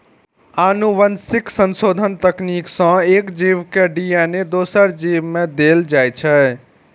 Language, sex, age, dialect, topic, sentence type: Maithili, male, 51-55, Eastern / Thethi, agriculture, statement